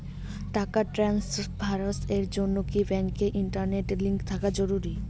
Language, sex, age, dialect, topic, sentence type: Bengali, female, 18-24, Rajbangshi, banking, question